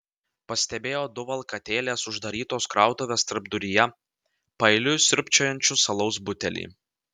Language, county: Lithuanian, Vilnius